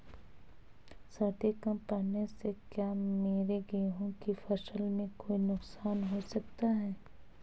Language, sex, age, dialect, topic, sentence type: Hindi, female, 18-24, Marwari Dhudhari, agriculture, question